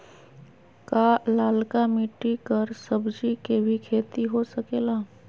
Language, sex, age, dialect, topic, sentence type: Magahi, female, 25-30, Western, agriculture, question